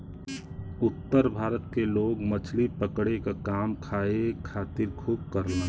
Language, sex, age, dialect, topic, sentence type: Bhojpuri, male, 36-40, Western, agriculture, statement